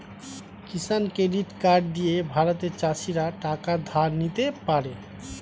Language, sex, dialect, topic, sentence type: Bengali, male, Standard Colloquial, agriculture, statement